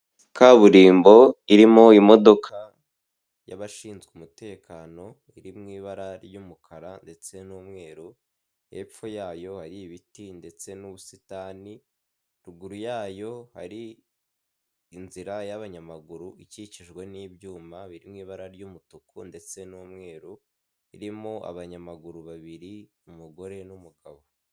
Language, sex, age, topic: Kinyarwanda, male, 18-24, government